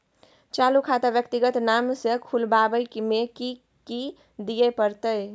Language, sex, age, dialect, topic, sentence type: Maithili, female, 18-24, Bajjika, banking, question